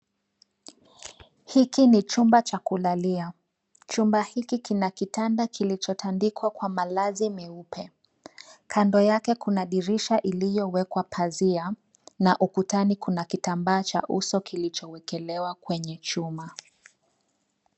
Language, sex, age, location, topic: Swahili, female, 25-35, Nairobi, education